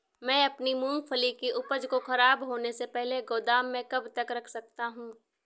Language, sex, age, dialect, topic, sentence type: Hindi, female, 18-24, Awadhi Bundeli, agriculture, question